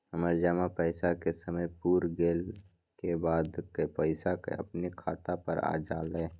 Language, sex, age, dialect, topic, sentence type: Magahi, male, 18-24, Western, banking, question